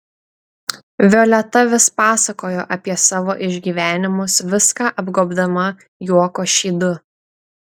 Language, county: Lithuanian, Šiauliai